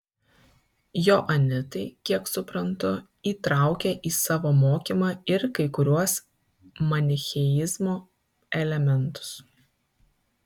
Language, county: Lithuanian, Kaunas